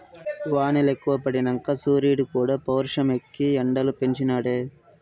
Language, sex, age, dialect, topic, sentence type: Telugu, male, 46-50, Southern, agriculture, statement